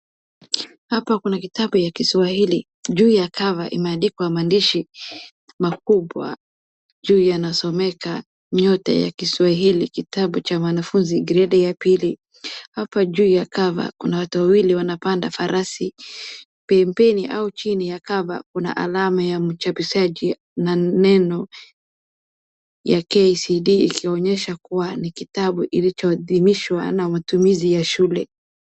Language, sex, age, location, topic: Swahili, female, 18-24, Wajir, education